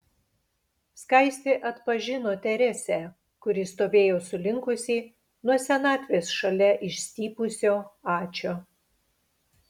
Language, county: Lithuanian, Panevėžys